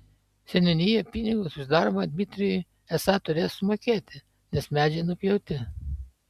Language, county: Lithuanian, Panevėžys